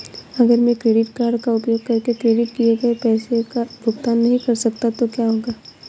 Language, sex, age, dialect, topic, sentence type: Hindi, female, 25-30, Marwari Dhudhari, banking, question